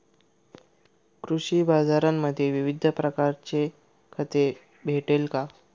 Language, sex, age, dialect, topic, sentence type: Marathi, male, 25-30, Standard Marathi, agriculture, question